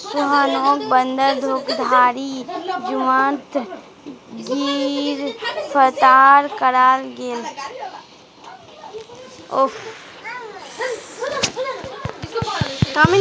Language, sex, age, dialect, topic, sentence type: Magahi, female, 18-24, Northeastern/Surjapuri, banking, statement